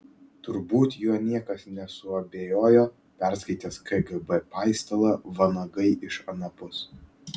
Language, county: Lithuanian, Vilnius